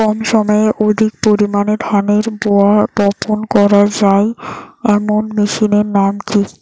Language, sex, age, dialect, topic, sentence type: Bengali, female, 18-24, Rajbangshi, agriculture, question